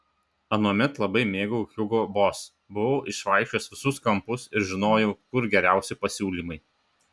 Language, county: Lithuanian, Šiauliai